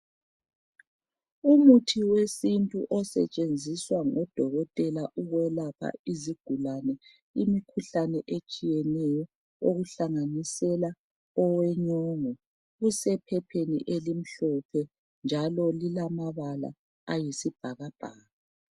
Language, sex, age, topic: North Ndebele, female, 36-49, health